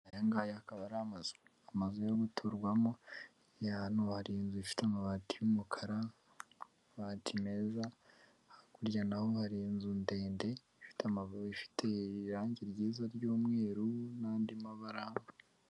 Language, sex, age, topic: Kinyarwanda, male, 18-24, government